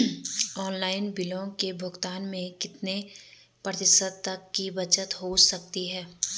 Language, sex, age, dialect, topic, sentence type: Hindi, female, 25-30, Garhwali, banking, question